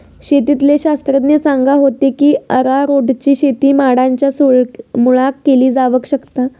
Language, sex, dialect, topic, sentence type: Marathi, female, Southern Konkan, agriculture, statement